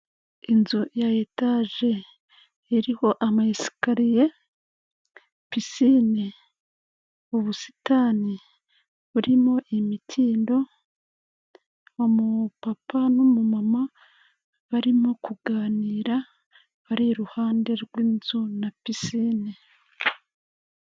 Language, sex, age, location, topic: Kinyarwanda, female, 36-49, Kigali, finance